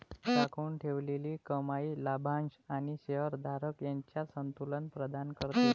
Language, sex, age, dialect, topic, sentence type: Marathi, male, 25-30, Varhadi, banking, statement